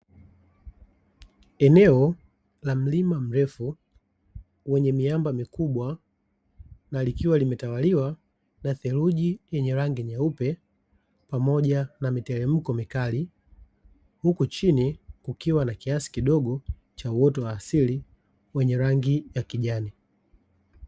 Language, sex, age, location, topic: Swahili, male, 36-49, Dar es Salaam, agriculture